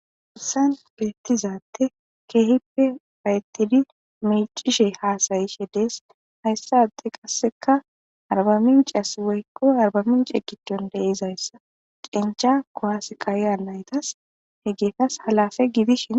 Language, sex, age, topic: Gamo, female, 25-35, government